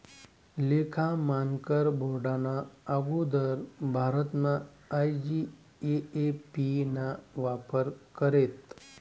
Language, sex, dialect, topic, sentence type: Marathi, male, Northern Konkan, banking, statement